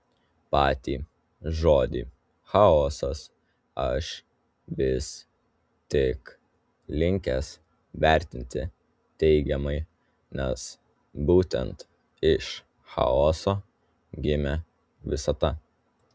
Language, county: Lithuanian, Telšiai